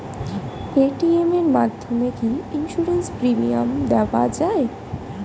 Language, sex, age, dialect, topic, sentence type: Bengali, female, 25-30, Standard Colloquial, banking, question